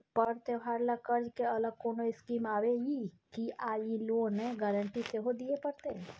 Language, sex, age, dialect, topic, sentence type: Maithili, female, 25-30, Bajjika, banking, question